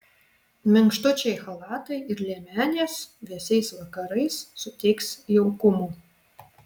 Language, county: Lithuanian, Alytus